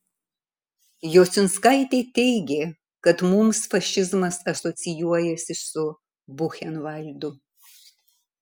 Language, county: Lithuanian, Marijampolė